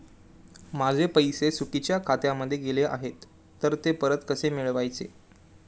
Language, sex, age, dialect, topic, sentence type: Marathi, male, 18-24, Standard Marathi, banking, question